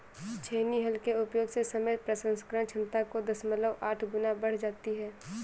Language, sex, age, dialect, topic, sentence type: Hindi, female, 18-24, Awadhi Bundeli, agriculture, statement